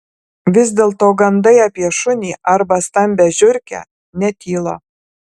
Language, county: Lithuanian, Alytus